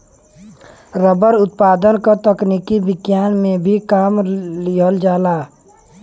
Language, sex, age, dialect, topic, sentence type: Bhojpuri, male, 18-24, Western, agriculture, statement